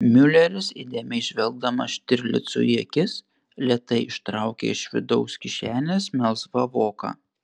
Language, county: Lithuanian, Panevėžys